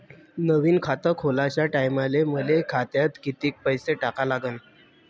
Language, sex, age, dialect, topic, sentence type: Marathi, male, 25-30, Varhadi, banking, question